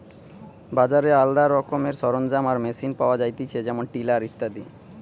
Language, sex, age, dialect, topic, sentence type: Bengali, male, 31-35, Western, agriculture, statement